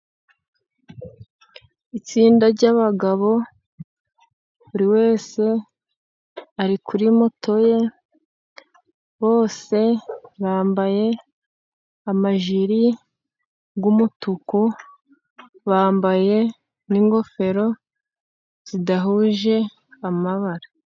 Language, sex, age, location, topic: Kinyarwanda, female, 25-35, Musanze, government